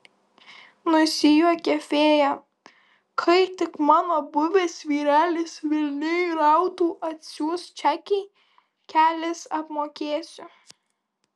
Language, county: Lithuanian, Kaunas